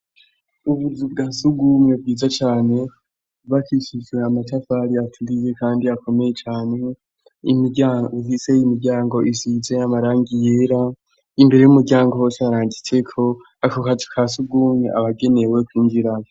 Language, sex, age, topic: Rundi, male, 18-24, education